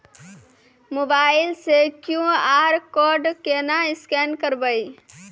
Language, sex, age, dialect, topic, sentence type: Maithili, female, 18-24, Angika, banking, question